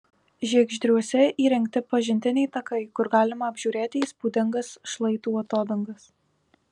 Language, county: Lithuanian, Alytus